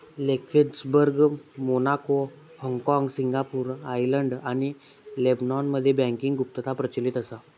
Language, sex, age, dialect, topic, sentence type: Marathi, male, 18-24, Southern Konkan, banking, statement